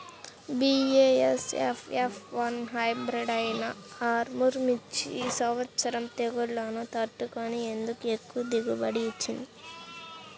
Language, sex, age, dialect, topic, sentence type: Telugu, male, 18-24, Central/Coastal, agriculture, question